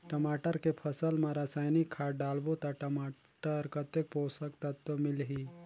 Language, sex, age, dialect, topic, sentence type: Chhattisgarhi, male, 36-40, Northern/Bhandar, agriculture, question